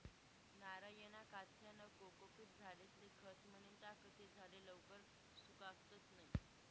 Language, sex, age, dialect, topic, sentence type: Marathi, female, 18-24, Northern Konkan, agriculture, statement